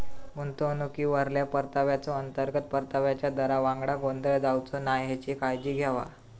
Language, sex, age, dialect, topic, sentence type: Marathi, female, 25-30, Southern Konkan, banking, statement